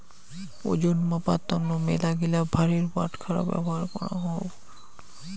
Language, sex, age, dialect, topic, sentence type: Bengali, male, 31-35, Rajbangshi, agriculture, statement